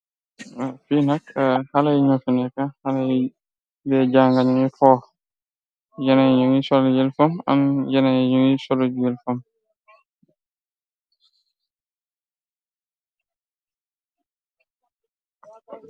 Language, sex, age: Wolof, male, 25-35